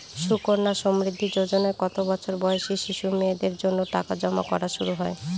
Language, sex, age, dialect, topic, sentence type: Bengali, female, 31-35, Northern/Varendri, banking, question